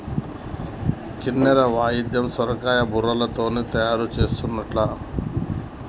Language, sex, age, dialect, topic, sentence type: Telugu, male, 41-45, Telangana, agriculture, statement